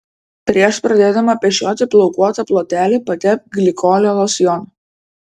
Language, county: Lithuanian, Vilnius